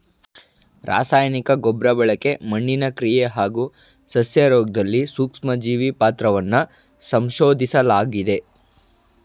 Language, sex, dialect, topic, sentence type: Kannada, male, Mysore Kannada, agriculture, statement